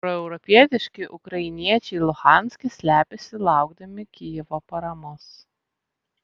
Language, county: Lithuanian, Vilnius